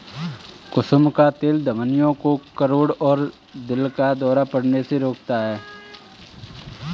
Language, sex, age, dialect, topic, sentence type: Hindi, male, 18-24, Kanauji Braj Bhasha, agriculture, statement